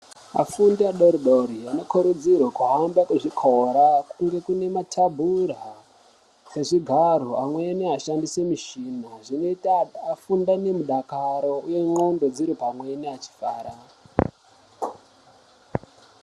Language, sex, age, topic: Ndau, male, 18-24, education